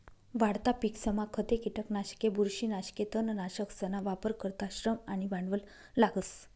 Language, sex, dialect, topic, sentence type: Marathi, female, Northern Konkan, agriculture, statement